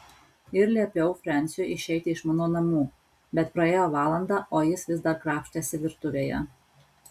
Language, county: Lithuanian, Alytus